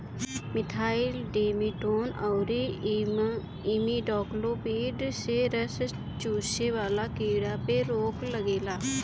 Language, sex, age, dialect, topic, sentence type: Bhojpuri, female, 25-30, Northern, agriculture, statement